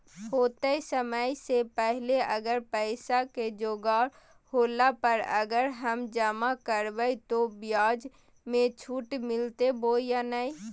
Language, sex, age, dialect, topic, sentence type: Magahi, female, 18-24, Southern, banking, question